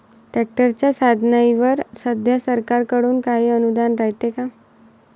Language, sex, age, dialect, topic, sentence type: Marathi, female, 31-35, Varhadi, agriculture, question